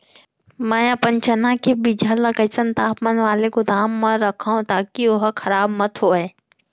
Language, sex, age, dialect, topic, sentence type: Chhattisgarhi, female, 31-35, Central, agriculture, question